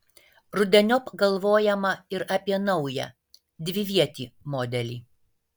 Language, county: Lithuanian, Vilnius